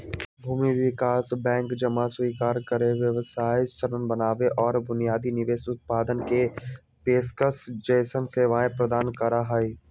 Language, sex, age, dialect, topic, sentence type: Magahi, male, 18-24, Western, banking, statement